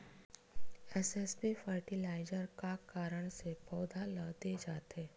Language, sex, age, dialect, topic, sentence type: Chhattisgarhi, female, 36-40, Western/Budati/Khatahi, agriculture, question